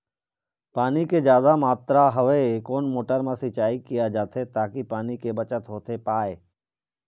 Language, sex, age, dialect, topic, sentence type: Chhattisgarhi, male, 25-30, Eastern, agriculture, question